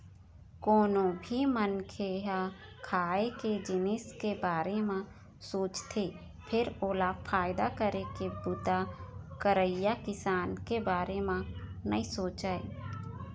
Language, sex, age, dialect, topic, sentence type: Chhattisgarhi, female, 31-35, Eastern, agriculture, statement